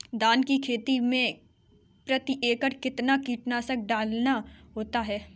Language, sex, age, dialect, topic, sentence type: Hindi, female, 18-24, Kanauji Braj Bhasha, agriculture, question